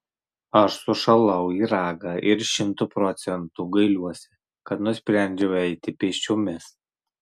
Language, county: Lithuanian, Marijampolė